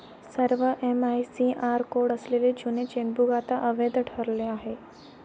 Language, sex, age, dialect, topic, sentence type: Marathi, female, <18, Varhadi, banking, statement